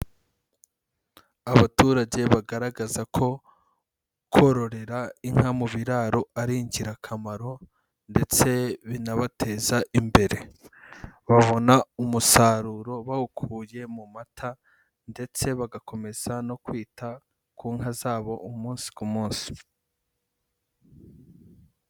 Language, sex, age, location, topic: Kinyarwanda, male, 25-35, Kigali, agriculture